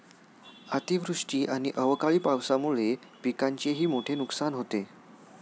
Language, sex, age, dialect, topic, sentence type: Marathi, male, 18-24, Standard Marathi, agriculture, statement